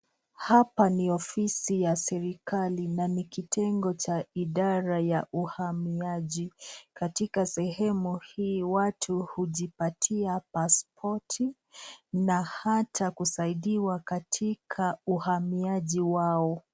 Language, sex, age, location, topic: Swahili, female, 25-35, Nakuru, government